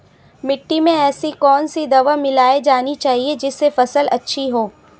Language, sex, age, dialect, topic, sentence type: Hindi, female, 25-30, Awadhi Bundeli, agriculture, question